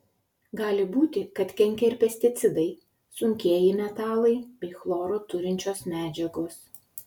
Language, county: Lithuanian, Utena